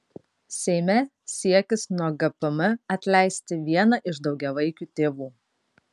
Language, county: Lithuanian, Kaunas